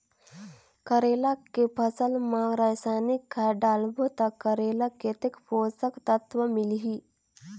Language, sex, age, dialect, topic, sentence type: Chhattisgarhi, female, 18-24, Northern/Bhandar, agriculture, question